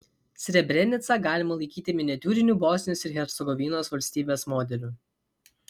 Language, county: Lithuanian, Vilnius